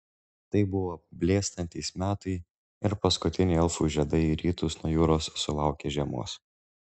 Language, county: Lithuanian, Šiauliai